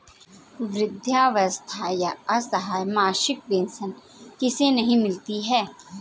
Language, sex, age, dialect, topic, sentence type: Hindi, female, 18-24, Kanauji Braj Bhasha, banking, question